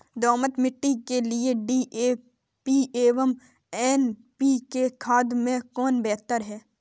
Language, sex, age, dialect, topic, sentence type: Hindi, female, 18-24, Kanauji Braj Bhasha, agriculture, question